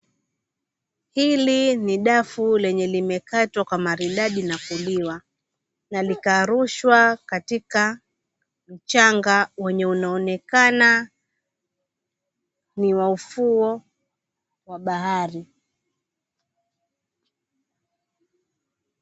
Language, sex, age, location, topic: Swahili, female, 25-35, Mombasa, government